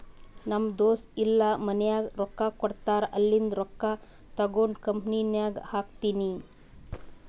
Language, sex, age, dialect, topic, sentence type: Kannada, female, 18-24, Northeastern, banking, statement